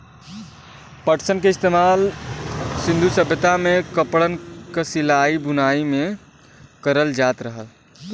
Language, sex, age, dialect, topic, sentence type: Bhojpuri, male, 18-24, Western, agriculture, statement